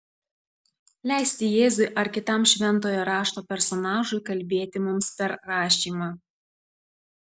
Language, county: Lithuanian, Tauragė